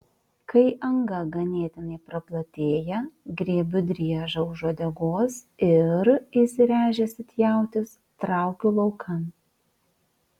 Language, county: Lithuanian, Vilnius